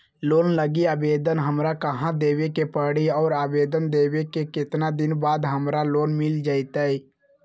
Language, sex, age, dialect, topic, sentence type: Magahi, male, 18-24, Western, banking, question